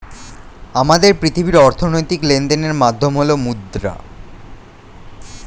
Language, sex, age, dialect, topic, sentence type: Bengali, male, 18-24, Standard Colloquial, banking, statement